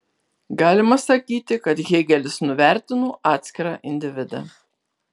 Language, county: Lithuanian, Kaunas